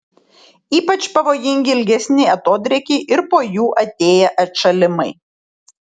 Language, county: Lithuanian, Šiauliai